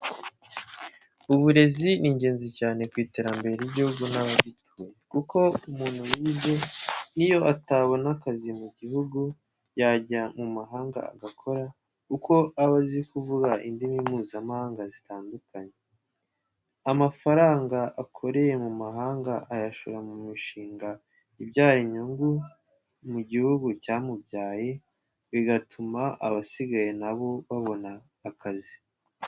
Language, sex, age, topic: Kinyarwanda, male, 18-24, education